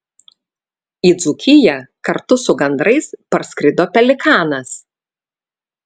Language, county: Lithuanian, Vilnius